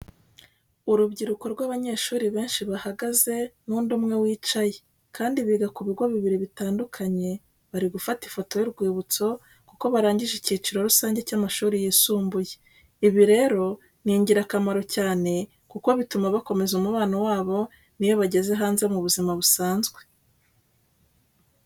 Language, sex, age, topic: Kinyarwanda, female, 36-49, education